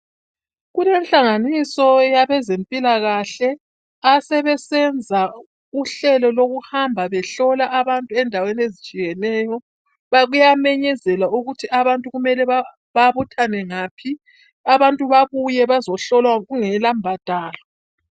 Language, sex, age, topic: North Ndebele, female, 50+, health